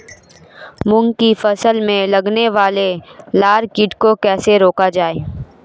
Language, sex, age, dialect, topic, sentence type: Hindi, female, 25-30, Marwari Dhudhari, agriculture, question